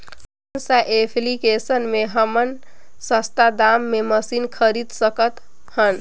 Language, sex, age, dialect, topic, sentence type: Chhattisgarhi, female, 18-24, Northern/Bhandar, agriculture, question